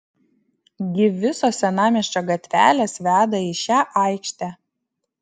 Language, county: Lithuanian, Šiauliai